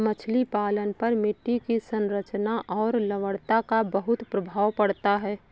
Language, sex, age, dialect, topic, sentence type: Hindi, female, 25-30, Awadhi Bundeli, agriculture, statement